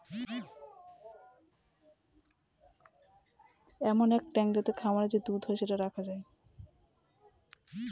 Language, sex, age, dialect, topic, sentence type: Bengali, female, 25-30, Northern/Varendri, agriculture, statement